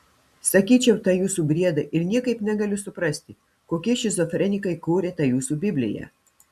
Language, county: Lithuanian, Telšiai